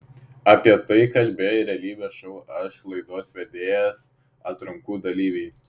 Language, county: Lithuanian, Šiauliai